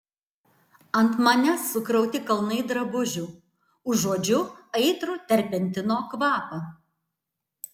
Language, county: Lithuanian, Tauragė